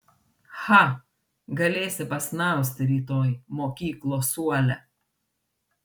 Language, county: Lithuanian, Marijampolė